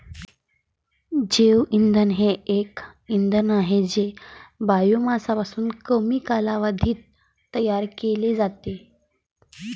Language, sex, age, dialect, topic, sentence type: Marathi, female, 31-35, Varhadi, agriculture, statement